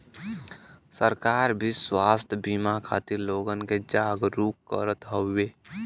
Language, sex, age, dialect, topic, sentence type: Bhojpuri, male, 18-24, Western, banking, statement